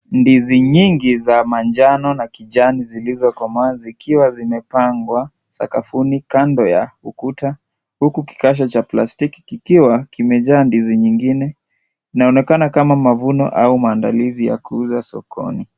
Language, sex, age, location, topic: Swahili, female, 25-35, Kisii, agriculture